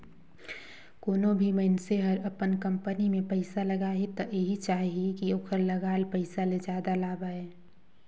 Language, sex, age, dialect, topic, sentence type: Chhattisgarhi, female, 25-30, Northern/Bhandar, banking, statement